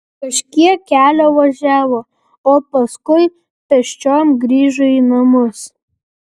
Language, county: Lithuanian, Vilnius